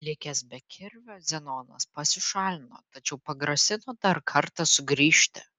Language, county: Lithuanian, Vilnius